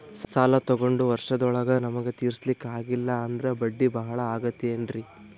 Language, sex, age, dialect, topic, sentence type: Kannada, male, 18-24, Northeastern, banking, question